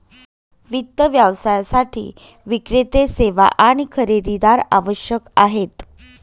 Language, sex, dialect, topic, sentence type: Marathi, female, Northern Konkan, banking, statement